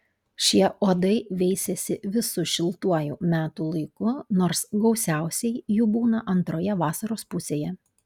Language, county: Lithuanian, Panevėžys